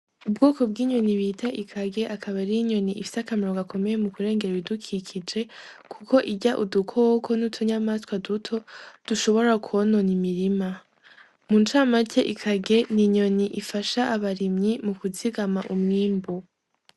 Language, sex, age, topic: Rundi, female, 18-24, agriculture